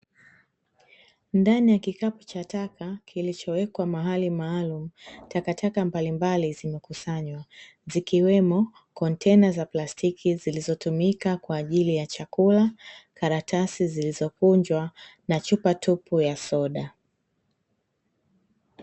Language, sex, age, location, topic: Swahili, female, 25-35, Dar es Salaam, government